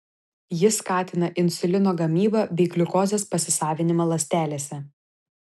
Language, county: Lithuanian, Vilnius